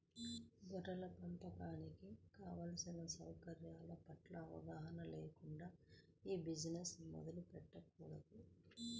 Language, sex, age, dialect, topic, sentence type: Telugu, female, 46-50, Central/Coastal, agriculture, statement